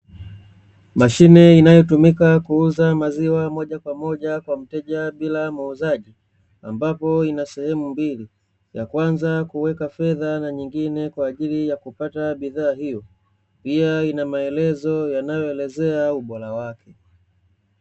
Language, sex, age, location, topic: Swahili, male, 25-35, Dar es Salaam, finance